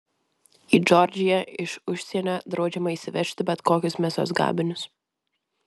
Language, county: Lithuanian, Vilnius